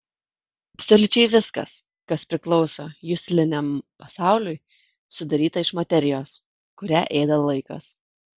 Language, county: Lithuanian, Kaunas